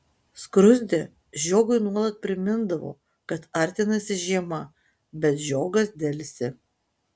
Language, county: Lithuanian, Utena